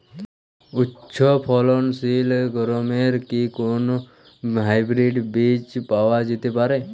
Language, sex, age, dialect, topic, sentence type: Bengali, male, 18-24, Jharkhandi, agriculture, question